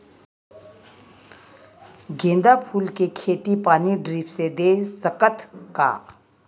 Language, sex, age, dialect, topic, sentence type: Chhattisgarhi, female, 18-24, Western/Budati/Khatahi, agriculture, question